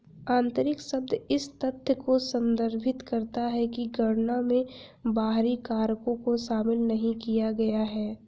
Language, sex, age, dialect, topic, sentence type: Hindi, female, 18-24, Hindustani Malvi Khadi Boli, banking, statement